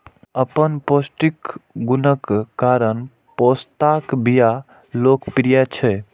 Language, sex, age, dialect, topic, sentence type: Maithili, male, 18-24, Eastern / Thethi, agriculture, statement